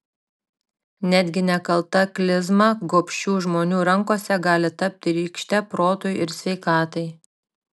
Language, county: Lithuanian, Šiauliai